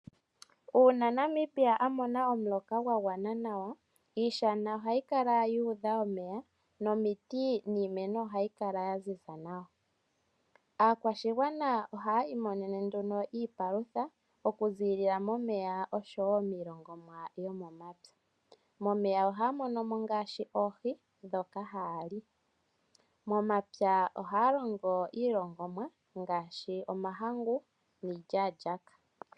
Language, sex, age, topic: Oshiwambo, female, 25-35, agriculture